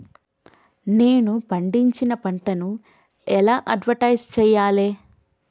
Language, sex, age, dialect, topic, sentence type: Telugu, female, 25-30, Telangana, agriculture, question